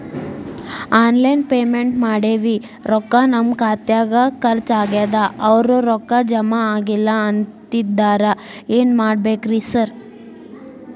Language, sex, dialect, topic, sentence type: Kannada, female, Dharwad Kannada, banking, question